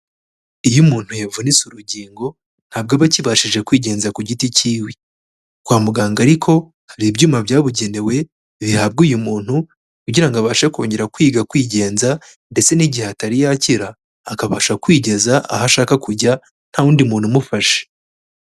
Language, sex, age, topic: Kinyarwanda, male, 18-24, health